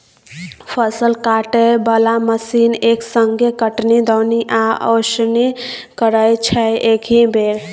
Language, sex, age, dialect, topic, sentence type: Maithili, female, 18-24, Bajjika, agriculture, statement